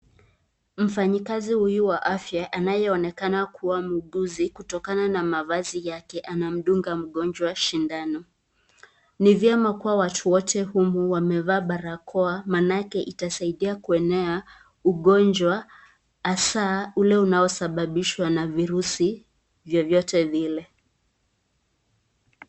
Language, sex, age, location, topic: Swahili, female, 25-35, Nakuru, health